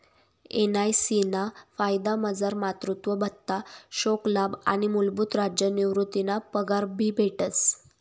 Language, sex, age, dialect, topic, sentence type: Marathi, female, 18-24, Northern Konkan, banking, statement